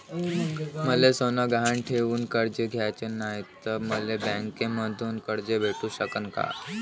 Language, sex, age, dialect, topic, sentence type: Marathi, male, <18, Varhadi, banking, question